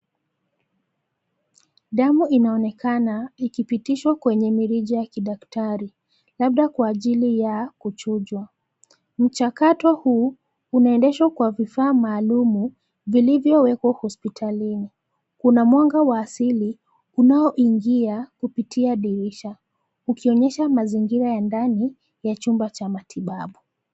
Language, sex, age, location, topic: Swahili, female, 25-35, Nairobi, health